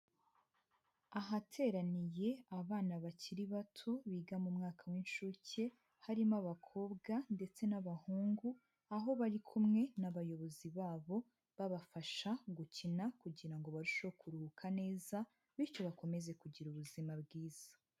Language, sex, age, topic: Kinyarwanda, female, 25-35, education